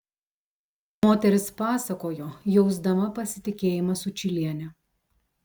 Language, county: Lithuanian, Telšiai